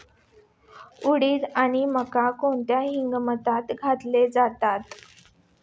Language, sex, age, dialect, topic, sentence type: Marathi, female, 25-30, Standard Marathi, agriculture, question